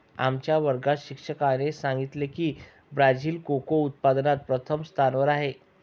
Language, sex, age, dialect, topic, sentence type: Marathi, male, 25-30, Varhadi, agriculture, statement